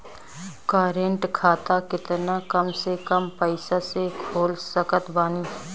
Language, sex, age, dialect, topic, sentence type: Bhojpuri, female, 25-30, Southern / Standard, banking, question